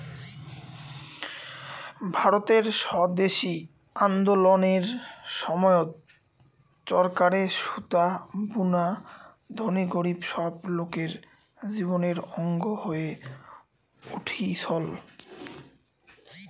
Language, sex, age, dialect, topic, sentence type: Bengali, male, 25-30, Rajbangshi, agriculture, statement